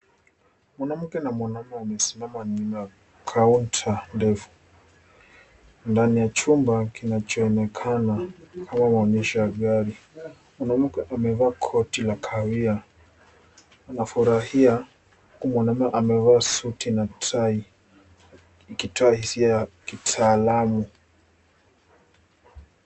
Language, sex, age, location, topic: Swahili, male, 18-24, Nairobi, finance